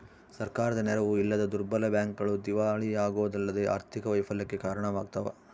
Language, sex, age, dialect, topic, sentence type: Kannada, male, 60-100, Central, banking, statement